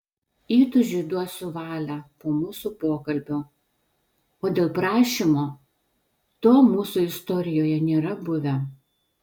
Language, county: Lithuanian, Telšiai